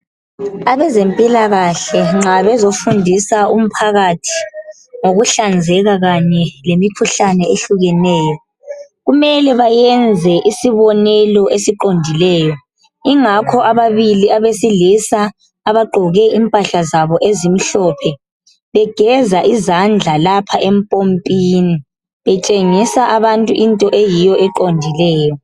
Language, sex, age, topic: North Ndebele, female, 25-35, health